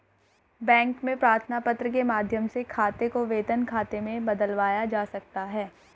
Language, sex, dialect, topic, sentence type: Hindi, female, Hindustani Malvi Khadi Boli, banking, statement